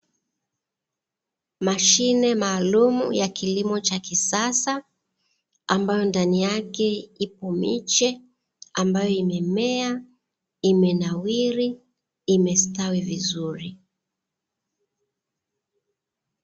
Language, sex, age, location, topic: Swahili, female, 25-35, Dar es Salaam, agriculture